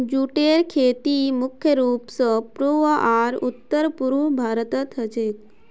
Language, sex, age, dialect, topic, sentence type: Magahi, female, 18-24, Northeastern/Surjapuri, agriculture, statement